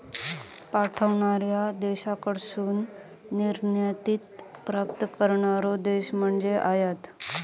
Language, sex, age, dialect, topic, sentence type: Marathi, female, 31-35, Southern Konkan, banking, statement